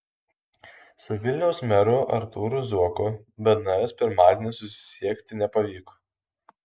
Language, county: Lithuanian, Kaunas